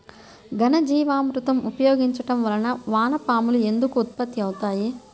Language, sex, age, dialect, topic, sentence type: Telugu, female, 31-35, Central/Coastal, agriculture, question